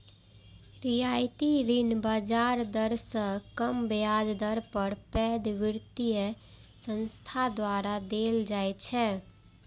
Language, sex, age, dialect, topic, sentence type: Maithili, female, 56-60, Eastern / Thethi, banking, statement